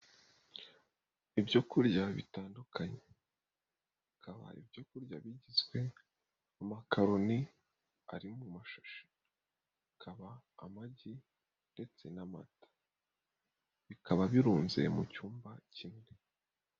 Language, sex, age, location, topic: Kinyarwanda, male, 18-24, Nyagatare, agriculture